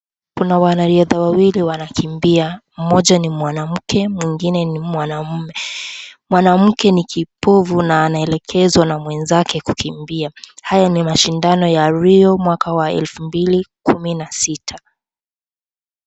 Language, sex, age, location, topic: Swahili, female, 18-24, Kisii, education